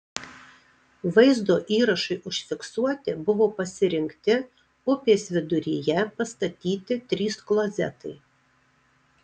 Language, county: Lithuanian, Marijampolė